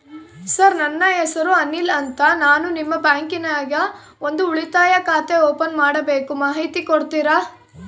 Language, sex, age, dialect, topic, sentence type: Kannada, female, 18-24, Central, banking, question